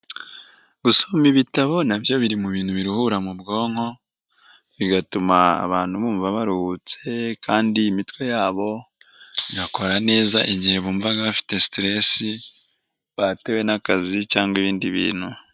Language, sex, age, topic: Kinyarwanda, male, 18-24, health